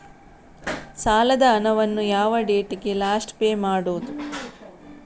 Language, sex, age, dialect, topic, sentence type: Kannada, female, 60-100, Coastal/Dakshin, banking, question